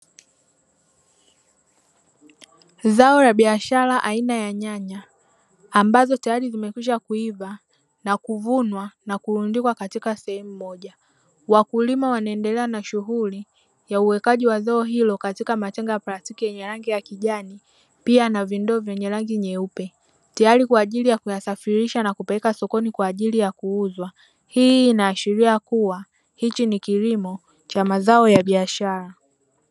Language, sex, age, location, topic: Swahili, male, 25-35, Dar es Salaam, agriculture